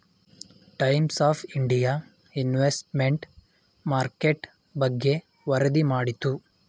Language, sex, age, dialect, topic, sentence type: Kannada, male, 18-24, Mysore Kannada, banking, statement